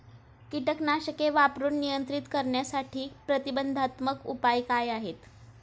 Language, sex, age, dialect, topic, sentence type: Marathi, female, 18-24, Standard Marathi, agriculture, question